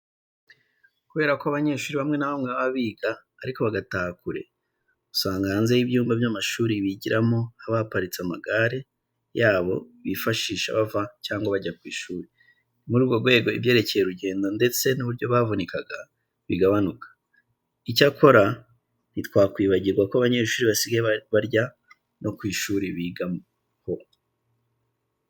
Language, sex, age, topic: Kinyarwanda, male, 25-35, education